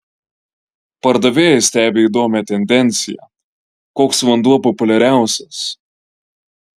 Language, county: Lithuanian, Marijampolė